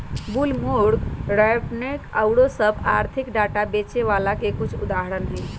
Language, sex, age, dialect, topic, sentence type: Magahi, male, 18-24, Western, banking, statement